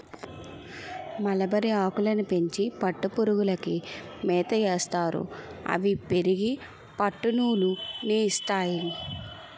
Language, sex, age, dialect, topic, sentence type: Telugu, female, 18-24, Utterandhra, agriculture, statement